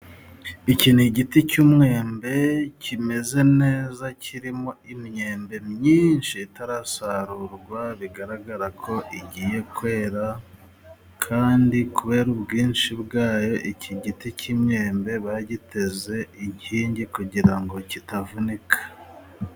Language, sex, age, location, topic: Kinyarwanda, male, 36-49, Musanze, agriculture